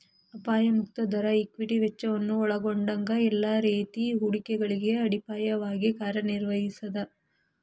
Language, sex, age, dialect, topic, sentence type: Kannada, female, 41-45, Dharwad Kannada, banking, statement